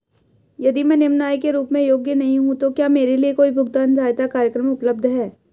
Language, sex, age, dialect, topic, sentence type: Hindi, female, 18-24, Hindustani Malvi Khadi Boli, banking, question